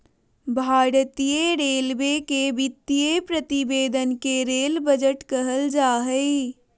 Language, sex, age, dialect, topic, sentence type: Magahi, female, 18-24, Southern, banking, statement